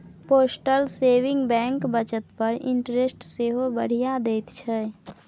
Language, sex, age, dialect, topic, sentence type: Maithili, female, 41-45, Bajjika, banking, statement